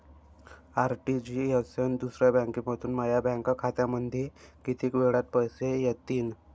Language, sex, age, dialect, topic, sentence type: Marathi, male, 18-24, Varhadi, banking, question